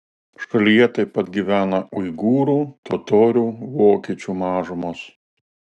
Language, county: Lithuanian, Alytus